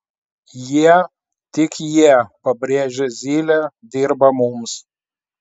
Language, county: Lithuanian, Klaipėda